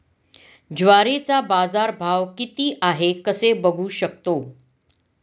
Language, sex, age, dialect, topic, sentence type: Marathi, female, 46-50, Standard Marathi, agriculture, question